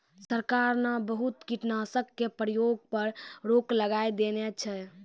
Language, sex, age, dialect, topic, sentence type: Maithili, female, 18-24, Angika, agriculture, statement